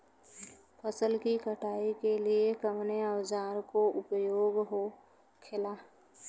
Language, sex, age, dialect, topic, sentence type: Bhojpuri, female, 25-30, Western, agriculture, question